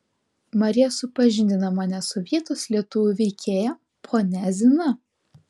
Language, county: Lithuanian, Alytus